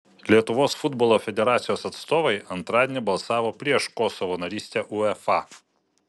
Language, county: Lithuanian, Vilnius